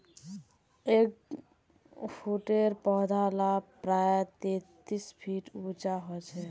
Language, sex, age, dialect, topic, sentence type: Magahi, female, 18-24, Northeastern/Surjapuri, agriculture, statement